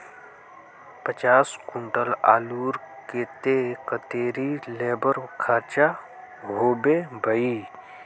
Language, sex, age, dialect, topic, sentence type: Magahi, male, 18-24, Northeastern/Surjapuri, agriculture, question